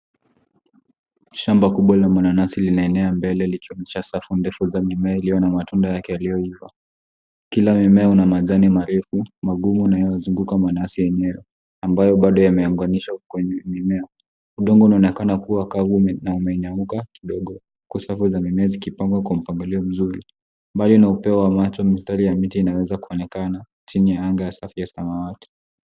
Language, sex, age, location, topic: Swahili, male, 18-24, Nairobi, agriculture